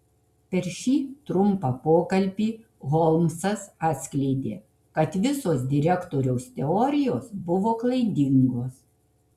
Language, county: Lithuanian, Kaunas